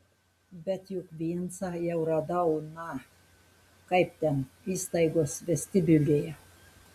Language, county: Lithuanian, Telšiai